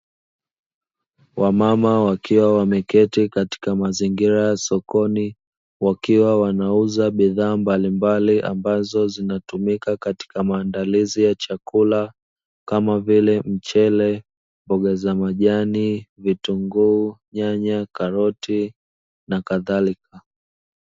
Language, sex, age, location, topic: Swahili, male, 25-35, Dar es Salaam, finance